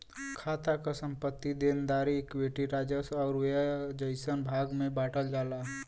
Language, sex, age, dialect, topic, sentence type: Bhojpuri, male, 18-24, Western, banking, statement